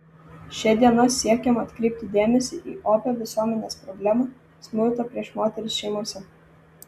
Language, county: Lithuanian, Vilnius